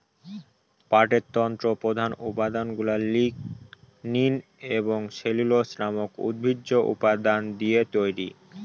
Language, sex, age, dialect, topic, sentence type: Bengali, male, 18-24, Northern/Varendri, agriculture, statement